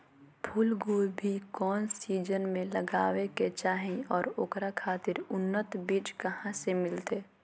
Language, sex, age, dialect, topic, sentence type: Magahi, female, 18-24, Southern, agriculture, question